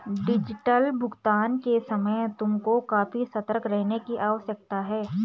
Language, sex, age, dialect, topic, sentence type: Hindi, female, 25-30, Garhwali, banking, statement